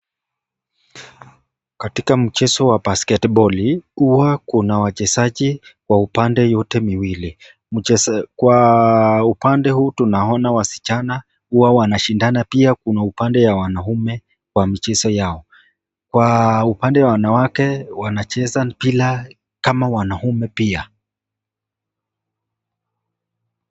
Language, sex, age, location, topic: Swahili, male, 36-49, Nakuru, government